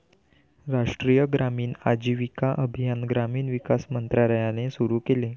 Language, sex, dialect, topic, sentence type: Marathi, male, Varhadi, banking, statement